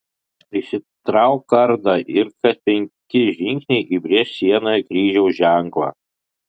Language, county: Lithuanian, Kaunas